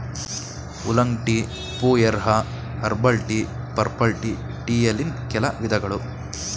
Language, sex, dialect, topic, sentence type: Kannada, male, Mysore Kannada, agriculture, statement